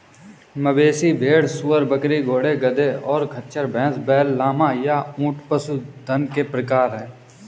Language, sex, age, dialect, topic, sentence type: Hindi, male, 18-24, Kanauji Braj Bhasha, agriculture, statement